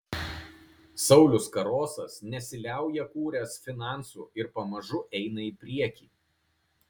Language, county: Lithuanian, Kaunas